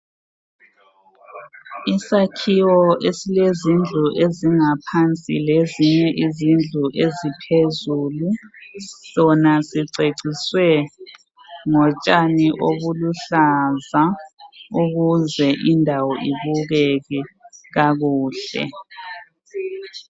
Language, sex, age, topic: North Ndebele, female, 36-49, health